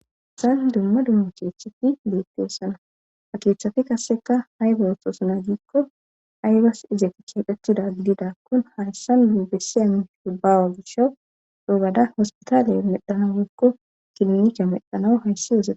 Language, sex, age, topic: Gamo, female, 25-35, government